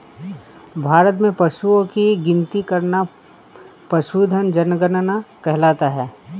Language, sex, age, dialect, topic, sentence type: Hindi, male, 36-40, Awadhi Bundeli, agriculture, statement